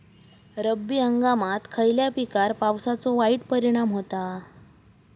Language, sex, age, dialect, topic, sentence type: Marathi, male, 18-24, Southern Konkan, agriculture, question